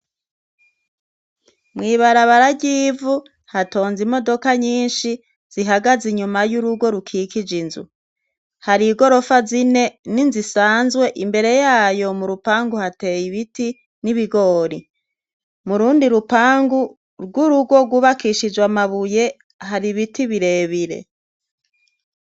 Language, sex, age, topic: Rundi, female, 36-49, education